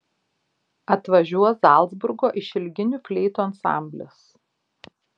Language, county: Lithuanian, Šiauliai